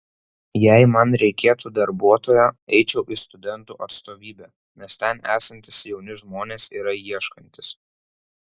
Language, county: Lithuanian, Vilnius